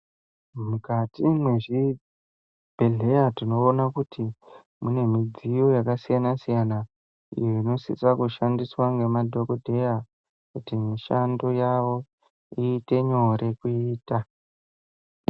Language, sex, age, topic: Ndau, female, 18-24, health